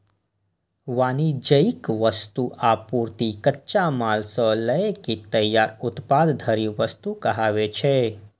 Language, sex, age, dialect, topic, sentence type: Maithili, male, 25-30, Eastern / Thethi, banking, statement